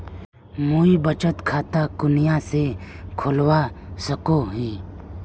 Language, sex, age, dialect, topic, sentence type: Magahi, male, 18-24, Northeastern/Surjapuri, banking, statement